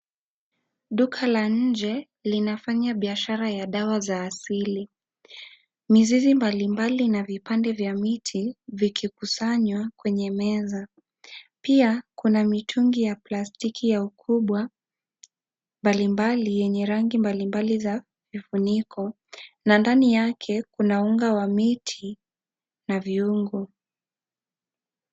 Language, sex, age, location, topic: Swahili, female, 25-35, Kisii, health